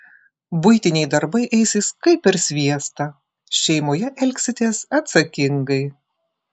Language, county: Lithuanian, Klaipėda